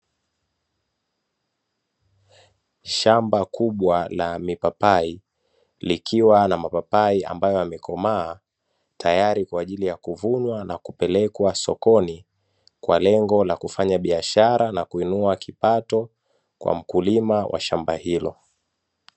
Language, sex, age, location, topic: Swahili, male, 25-35, Dar es Salaam, agriculture